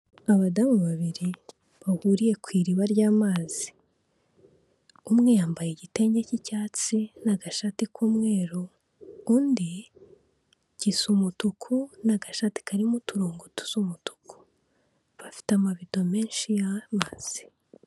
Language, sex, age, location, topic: Kinyarwanda, female, 18-24, Kigali, health